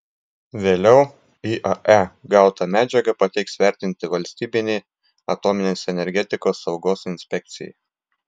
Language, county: Lithuanian, Klaipėda